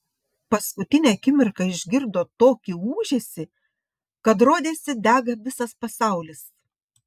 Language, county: Lithuanian, Šiauliai